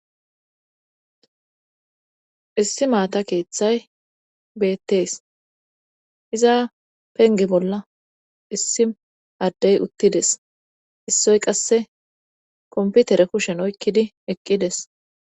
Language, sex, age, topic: Gamo, female, 25-35, government